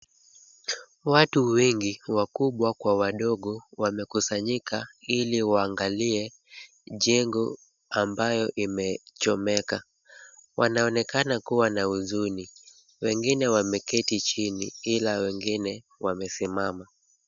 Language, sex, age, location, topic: Swahili, male, 25-35, Kisumu, health